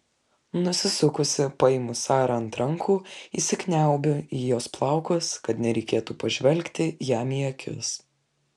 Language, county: Lithuanian, Kaunas